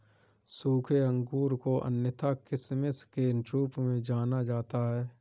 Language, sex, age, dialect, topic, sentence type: Hindi, male, 25-30, Kanauji Braj Bhasha, agriculture, statement